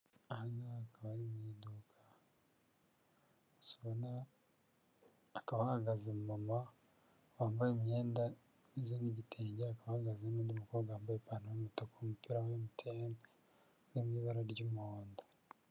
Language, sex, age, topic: Kinyarwanda, male, 25-35, finance